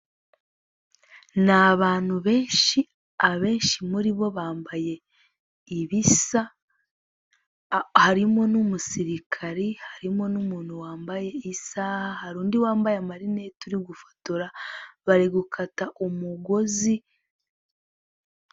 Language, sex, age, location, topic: Kinyarwanda, female, 18-24, Nyagatare, health